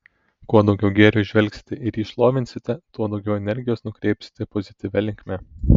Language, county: Lithuanian, Telšiai